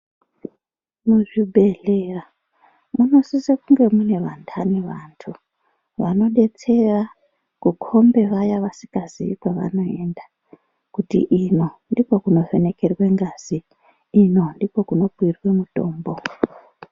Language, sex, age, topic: Ndau, female, 36-49, health